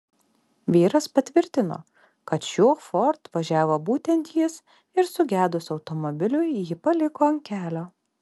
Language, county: Lithuanian, Alytus